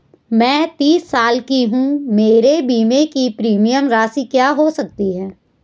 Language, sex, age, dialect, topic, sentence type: Hindi, female, 41-45, Garhwali, banking, question